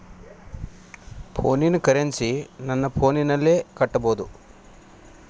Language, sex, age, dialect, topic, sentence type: Kannada, male, 41-45, Dharwad Kannada, banking, question